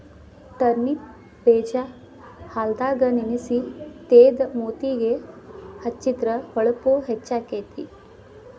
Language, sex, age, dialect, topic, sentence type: Kannada, female, 18-24, Dharwad Kannada, agriculture, statement